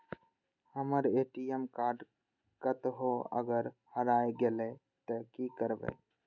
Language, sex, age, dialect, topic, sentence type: Maithili, male, 18-24, Eastern / Thethi, banking, question